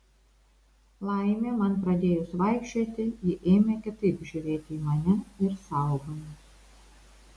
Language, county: Lithuanian, Vilnius